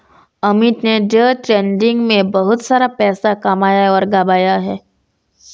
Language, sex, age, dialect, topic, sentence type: Hindi, female, 18-24, Marwari Dhudhari, banking, statement